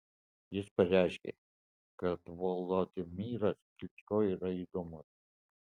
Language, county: Lithuanian, Alytus